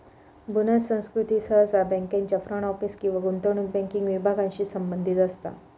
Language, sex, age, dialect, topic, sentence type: Marathi, female, 25-30, Southern Konkan, banking, statement